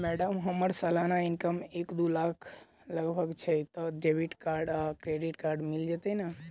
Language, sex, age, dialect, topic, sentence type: Maithili, male, 18-24, Southern/Standard, banking, question